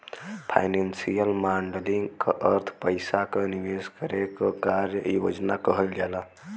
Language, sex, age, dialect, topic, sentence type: Bhojpuri, female, 18-24, Western, banking, statement